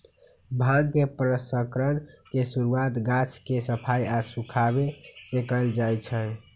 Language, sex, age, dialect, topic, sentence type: Magahi, male, 18-24, Western, agriculture, statement